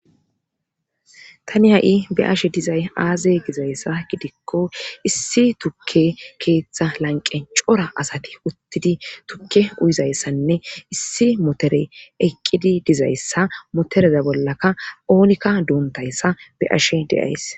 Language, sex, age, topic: Gamo, female, 25-35, government